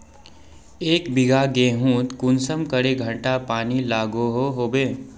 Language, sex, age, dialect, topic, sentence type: Magahi, male, 18-24, Northeastern/Surjapuri, agriculture, question